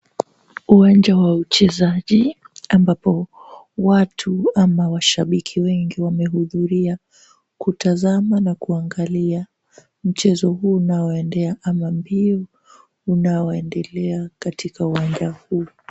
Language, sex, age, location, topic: Swahili, female, 18-24, Kisumu, government